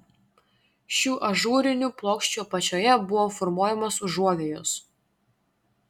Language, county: Lithuanian, Klaipėda